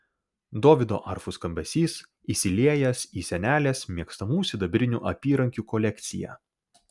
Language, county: Lithuanian, Vilnius